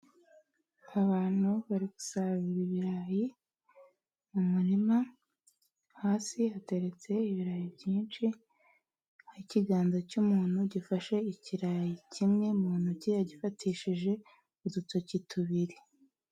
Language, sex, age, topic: Kinyarwanda, female, 18-24, agriculture